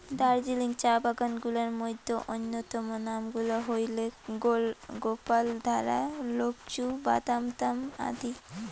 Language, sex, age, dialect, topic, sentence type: Bengali, female, 18-24, Rajbangshi, agriculture, statement